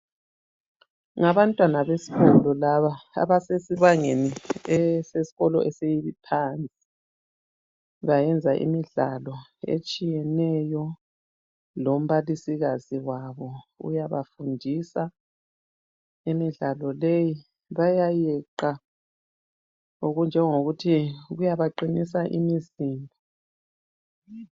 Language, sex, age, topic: North Ndebele, female, 50+, education